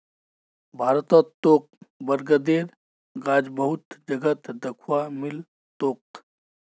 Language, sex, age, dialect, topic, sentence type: Magahi, male, 25-30, Northeastern/Surjapuri, agriculture, statement